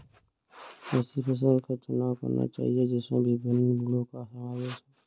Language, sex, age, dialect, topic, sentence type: Hindi, male, 56-60, Kanauji Braj Bhasha, agriculture, statement